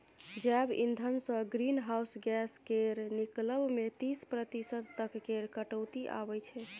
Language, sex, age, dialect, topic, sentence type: Maithili, female, 25-30, Bajjika, agriculture, statement